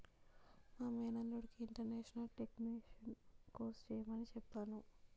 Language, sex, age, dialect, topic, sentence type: Telugu, female, 25-30, Utterandhra, banking, statement